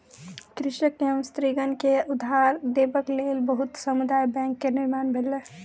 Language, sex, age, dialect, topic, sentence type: Maithili, female, 18-24, Southern/Standard, banking, statement